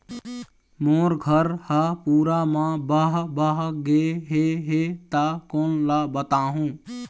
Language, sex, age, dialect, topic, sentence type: Chhattisgarhi, male, 18-24, Eastern, banking, question